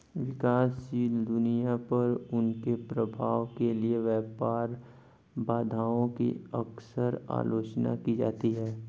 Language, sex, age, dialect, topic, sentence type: Hindi, male, 25-30, Hindustani Malvi Khadi Boli, banking, statement